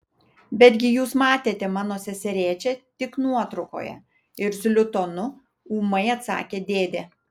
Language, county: Lithuanian, Vilnius